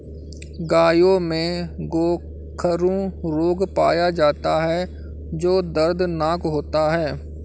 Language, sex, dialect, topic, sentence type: Hindi, male, Awadhi Bundeli, agriculture, statement